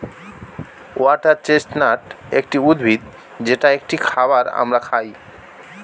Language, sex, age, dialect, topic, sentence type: Bengali, male, 36-40, Standard Colloquial, agriculture, statement